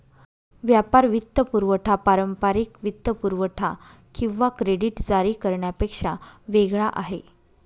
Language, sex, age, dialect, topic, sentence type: Marathi, female, 25-30, Northern Konkan, banking, statement